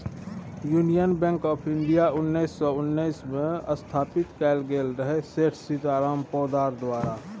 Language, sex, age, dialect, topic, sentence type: Maithili, male, 31-35, Bajjika, banking, statement